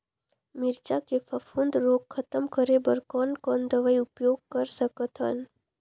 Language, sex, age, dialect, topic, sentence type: Chhattisgarhi, female, 18-24, Northern/Bhandar, agriculture, question